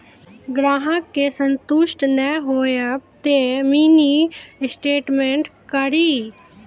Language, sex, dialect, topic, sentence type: Maithili, female, Angika, banking, question